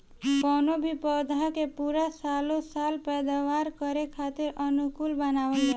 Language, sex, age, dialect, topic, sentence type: Bhojpuri, female, 18-24, Southern / Standard, agriculture, statement